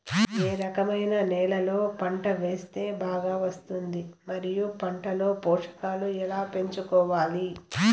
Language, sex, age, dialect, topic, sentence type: Telugu, female, 36-40, Southern, agriculture, question